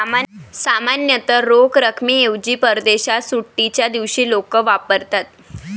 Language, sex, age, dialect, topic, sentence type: Marathi, male, 18-24, Varhadi, banking, statement